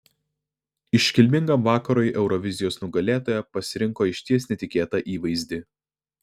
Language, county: Lithuanian, Vilnius